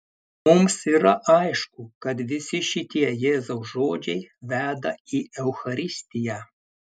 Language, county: Lithuanian, Klaipėda